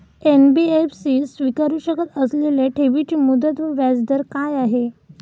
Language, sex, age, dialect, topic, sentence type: Marathi, female, 18-24, Standard Marathi, banking, question